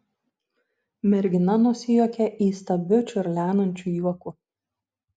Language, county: Lithuanian, Šiauliai